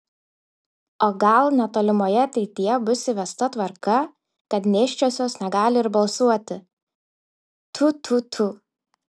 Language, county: Lithuanian, Šiauliai